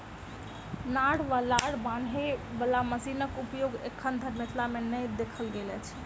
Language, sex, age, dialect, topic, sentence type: Maithili, female, 25-30, Southern/Standard, agriculture, statement